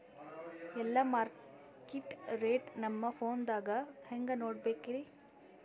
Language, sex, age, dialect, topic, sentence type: Kannada, female, 18-24, Northeastern, agriculture, question